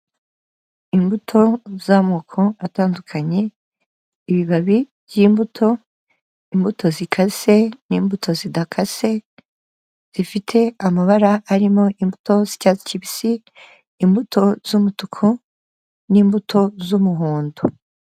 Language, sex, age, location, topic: Kinyarwanda, female, 25-35, Kigali, health